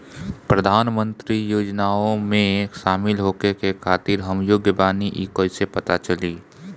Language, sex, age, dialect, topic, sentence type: Bhojpuri, male, 25-30, Northern, banking, question